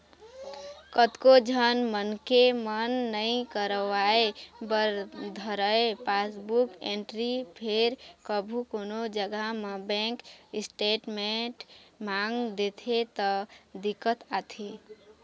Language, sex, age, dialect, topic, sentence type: Chhattisgarhi, female, 25-30, Eastern, banking, statement